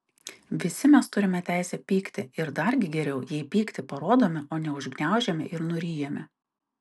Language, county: Lithuanian, Utena